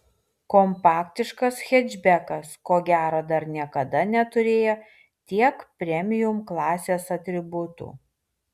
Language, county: Lithuanian, Vilnius